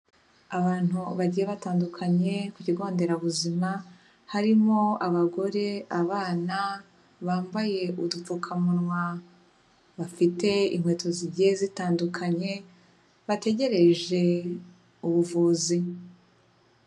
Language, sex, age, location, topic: Kinyarwanda, female, 25-35, Kigali, health